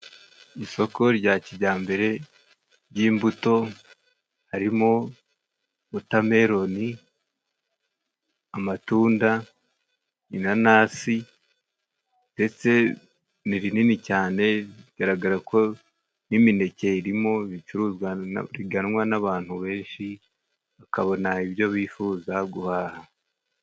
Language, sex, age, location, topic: Kinyarwanda, male, 18-24, Musanze, finance